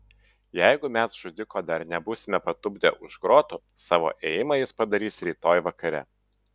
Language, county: Lithuanian, Utena